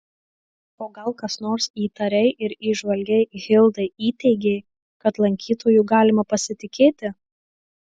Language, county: Lithuanian, Marijampolė